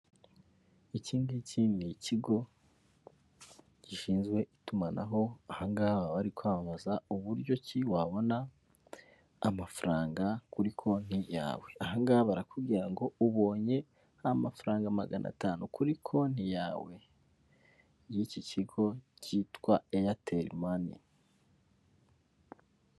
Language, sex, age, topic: Kinyarwanda, male, 25-35, finance